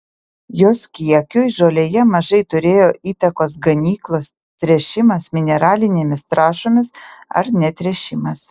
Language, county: Lithuanian, Utena